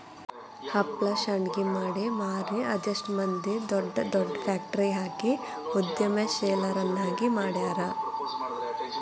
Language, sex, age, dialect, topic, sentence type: Kannada, female, 18-24, Dharwad Kannada, banking, statement